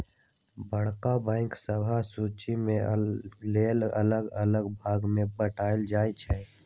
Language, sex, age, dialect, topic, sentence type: Magahi, male, 18-24, Western, banking, statement